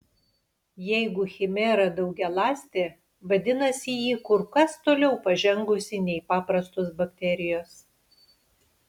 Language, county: Lithuanian, Panevėžys